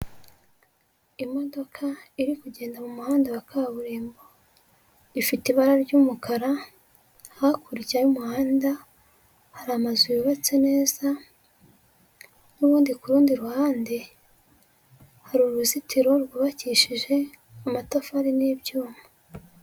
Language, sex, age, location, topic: Kinyarwanda, female, 25-35, Huye, government